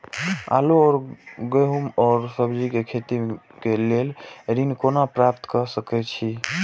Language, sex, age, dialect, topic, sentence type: Maithili, male, 18-24, Eastern / Thethi, agriculture, question